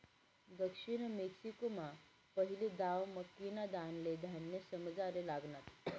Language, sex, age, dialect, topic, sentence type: Marathi, female, 18-24, Northern Konkan, agriculture, statement